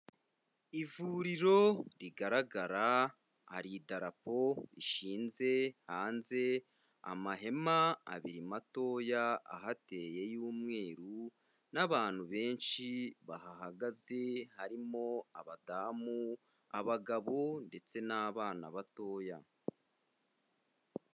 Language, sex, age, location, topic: Kinyarwanda, male, 25-35, Kigali, health